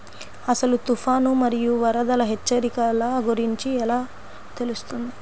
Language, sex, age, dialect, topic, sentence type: Telugu, female, 25-30, Central/Coastal, agriculture, question